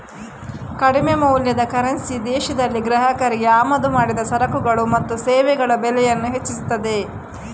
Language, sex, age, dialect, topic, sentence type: Kannada, female, 25-30, Coastal/Dakshin, banking, statement